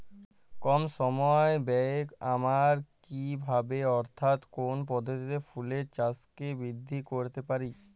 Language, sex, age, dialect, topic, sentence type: Bengali, male, 18-24, Jharkhandi, agriculture, question